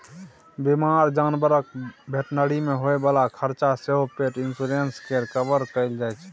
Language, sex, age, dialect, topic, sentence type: Maithili, male, 18-24, Bajjika, banking, statement